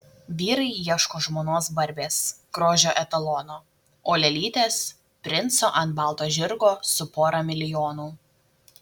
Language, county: Lithuanian, Šiauliai